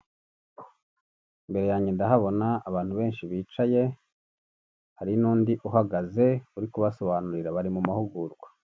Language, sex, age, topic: Kinyarwanda, male, 18-24, government